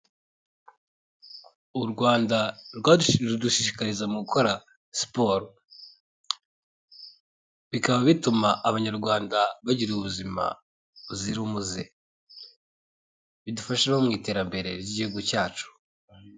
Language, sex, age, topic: Kinyarwanda, male, 18-24, health